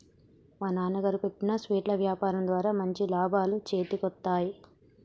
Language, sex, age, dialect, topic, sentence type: Telugu, male, 31-35, Telangana, banking, statement